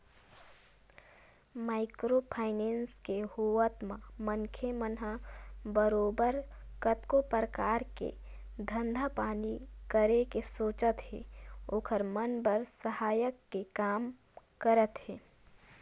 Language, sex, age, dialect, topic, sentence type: Chhattisgarhi, female, 18-24, Western/Budati/Khatahi, banking, statement